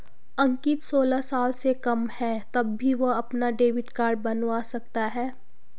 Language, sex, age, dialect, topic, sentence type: Hindi, female, 25-30, Garhwali, banking, statement